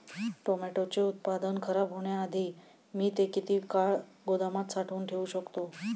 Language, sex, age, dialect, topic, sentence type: Marathi, female, 31-35, Standard Marathi, agriculture, question